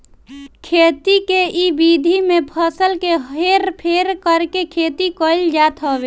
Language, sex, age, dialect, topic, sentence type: Bhojpuri, female, 18-24, Northern, agriculture, statement